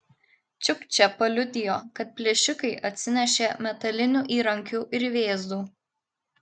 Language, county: Lithuanian, Klaipėda